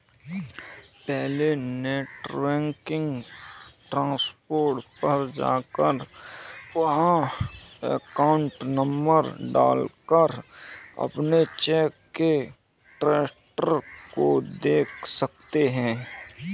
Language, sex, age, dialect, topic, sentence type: Hindi, male, 18-24, Kanauji Braj Bhasha, banking, statement